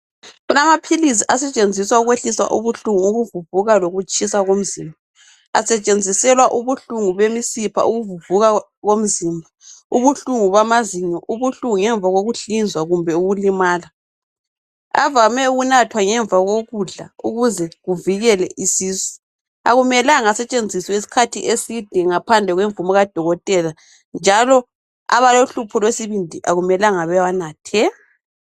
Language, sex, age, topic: North Ndebele, female, 25-35, health